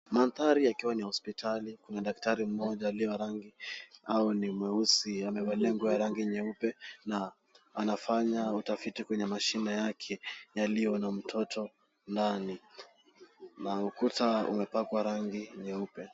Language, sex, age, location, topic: Swahili, male, 18-24, Kisumu, health